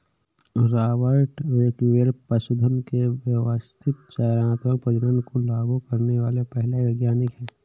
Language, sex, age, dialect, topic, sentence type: Hindi, male, 18-24, Awadhi Bundeli, agriculture, statement